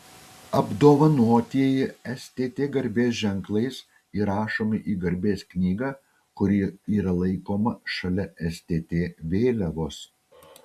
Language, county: Lithuanian, Utena